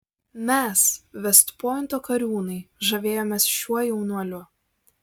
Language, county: Lithuanian, Vilnius